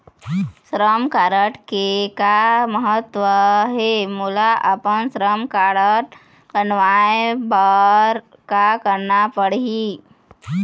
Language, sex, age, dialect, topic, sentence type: Chhattisgarhi, female, 18-24, Eastern, banking, question